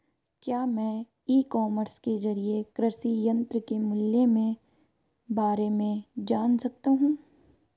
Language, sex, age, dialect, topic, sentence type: Hindi, female, 18-24, Marwari Dhudhari, agriculture, question